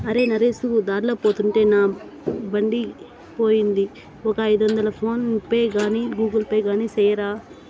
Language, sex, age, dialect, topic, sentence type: Telugu, female, 60-100, Southern, banking, statement